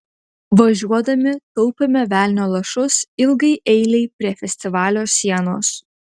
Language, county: Lithuanian, Utena